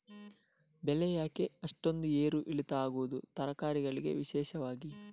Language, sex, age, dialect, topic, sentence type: Kannada, male, 31-35, Coastal/Dakshin, agriculture, question